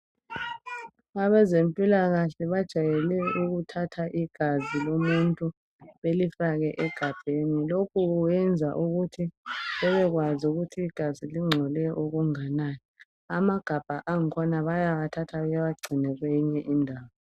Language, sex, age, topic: North Ndebele, female, 25-35, health